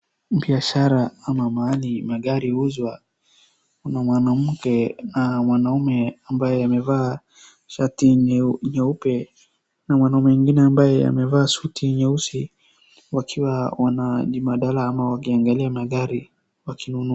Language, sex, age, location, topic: Swahili, female, 18-24, Wajir, finance